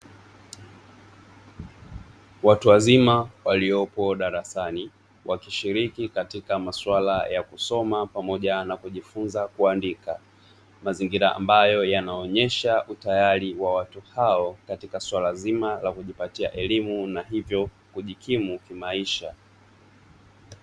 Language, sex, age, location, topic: Swahili, male, 25-35, Dar es Salaam, education